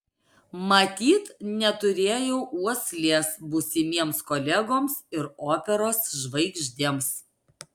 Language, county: Lithuanian, Alytus